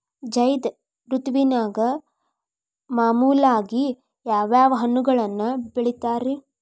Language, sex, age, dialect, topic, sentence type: Kannada, female, 18-24, Dharwad Kannada, agriculture, question